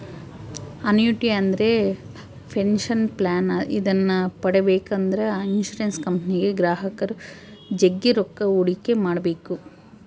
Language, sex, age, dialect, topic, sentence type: Kannada, female, 25-30, Central, banking, statement